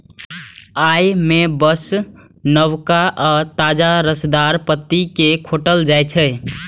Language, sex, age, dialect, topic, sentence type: Maithili, male, 18-24, Eastern / Thethi, agriculture, statement